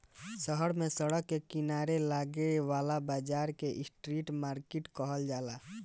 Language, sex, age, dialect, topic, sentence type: Bhojpuri, male, 18-24, Northern, agriculture, statement